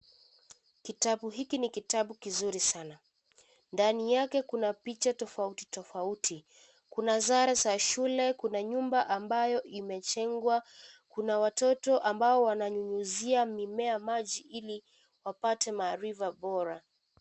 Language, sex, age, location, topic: Swahili, female, 18-24, Kisii, education